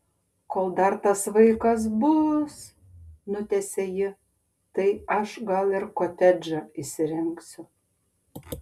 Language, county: Lithuanian, Panevėžys